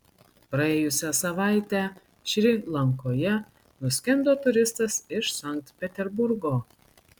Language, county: Lithuanian, Klaipėda